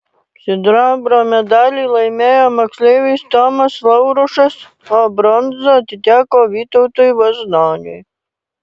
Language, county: Lithuanian, Panevėžys